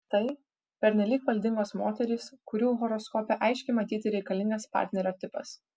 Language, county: Lithuanian, Kaunas